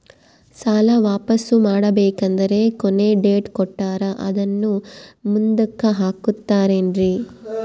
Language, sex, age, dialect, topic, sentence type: Kannada, female, 25-30, Central, banking, question